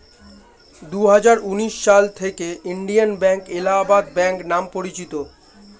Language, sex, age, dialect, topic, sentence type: Bengali, male, 18-24, Standard Colloquial, banking, statement